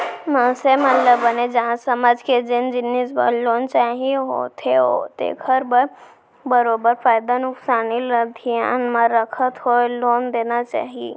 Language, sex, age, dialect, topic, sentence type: Chhattisgarhi, female, 18-24, Central, banking, statement